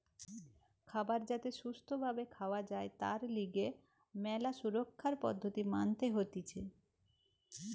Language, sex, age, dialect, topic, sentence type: Bengali, female, 36-40, Western, agriculture, statement